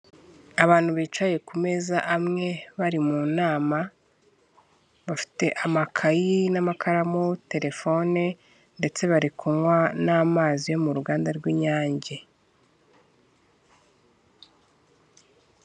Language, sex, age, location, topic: Kinyarwanda, female, 25-35, Kigali, government